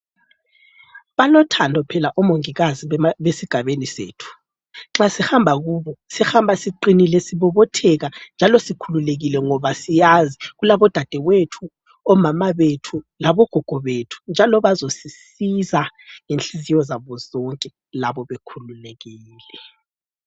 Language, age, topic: North Ndebele, 25-35, health